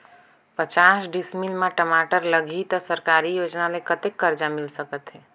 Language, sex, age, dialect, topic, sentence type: Chhattisgarhi, female, 25-30, Northern/Bhandar, agriculture, question